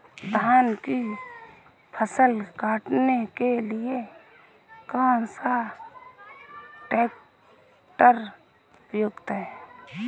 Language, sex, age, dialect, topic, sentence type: Hindi, female, 18-24, Awadhi Bundeli, agriculture, question